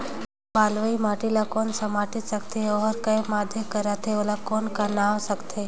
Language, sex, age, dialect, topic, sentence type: Chhattisgarhi, female, 18-24, Northern/Bhandar, agriculture, question